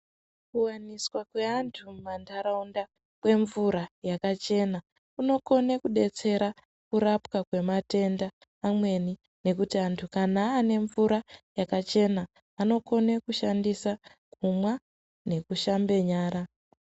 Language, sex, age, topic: Ndau, female, 25-35, health